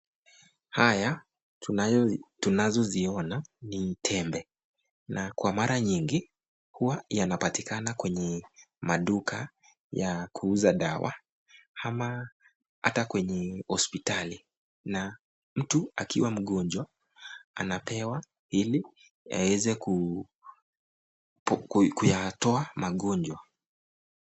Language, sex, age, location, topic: Swahili, male, 25-35, Nakuru, health